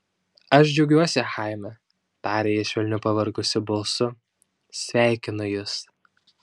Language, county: Lithuanian, Šiauliai